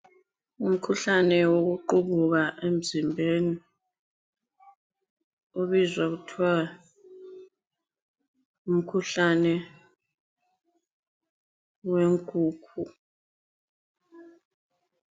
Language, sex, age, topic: North Ndebele, female, 36-49, health